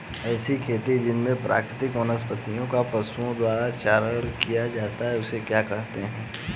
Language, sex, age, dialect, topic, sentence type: Hindi, male, 18-24, Hindustani Malvi Khadi Boli, agriculture, question